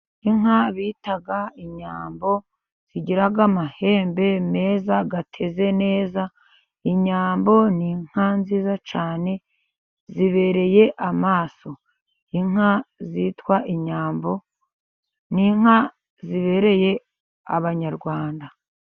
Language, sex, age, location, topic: Kinyarwanda, female, 50+, Musanze, agriculture